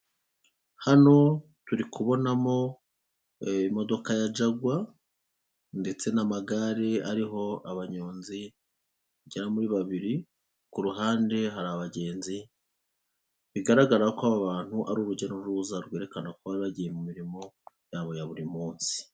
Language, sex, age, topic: Kinyarwanda, male, 36-49, government